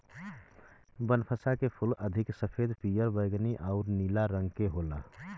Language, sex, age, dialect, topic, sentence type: Bhojpuri, male, 31-35, Western, agriculture, statement